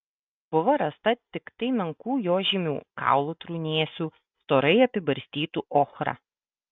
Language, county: Lithuanian, Kaunas